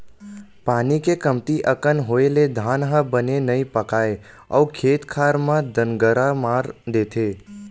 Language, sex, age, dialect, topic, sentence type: Chhattisgarhi, male, 18-24, Western/Budati/Khatahi, agriculture, statement